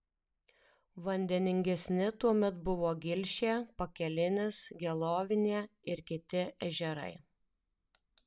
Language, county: Lithuanian, Alytus